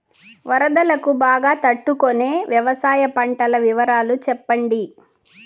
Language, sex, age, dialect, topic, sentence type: Telugu, female, 46-50, Southern, agriculture, question